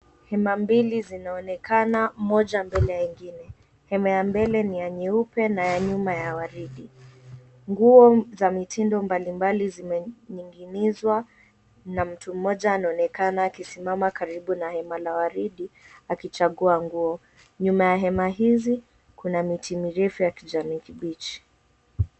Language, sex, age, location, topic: Swahili, female, 18-24, Mombasa, government